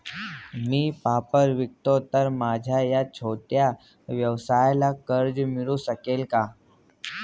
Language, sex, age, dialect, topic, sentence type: Marathi, male, 18-24, Standard Marathi, banking, question